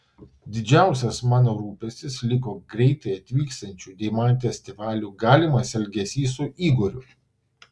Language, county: Lithuanian, Vilnius